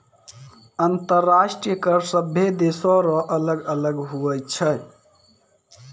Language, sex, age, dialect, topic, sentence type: Maithili, male, 56-60, Angika, banking, statement